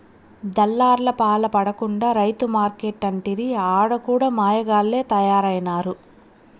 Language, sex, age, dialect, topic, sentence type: Telugu, female, 25-30, Southern, agriculture, statement